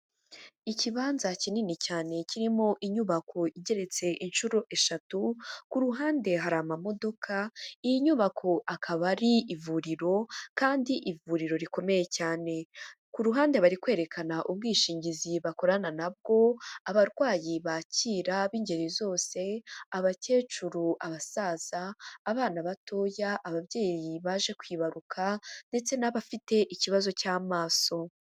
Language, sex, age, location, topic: Kinyarwanda, female, 25-35, Huye, health